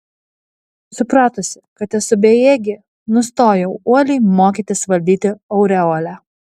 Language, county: Lithuanian, Alytus